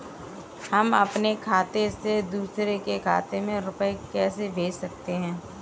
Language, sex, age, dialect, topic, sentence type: Hindi, female, 18-24, Kanauji Braj Bhasha, banking, question